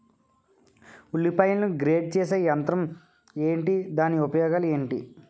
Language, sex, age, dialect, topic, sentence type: Telugu, male, 18-24, Utterandhra, agriculture, question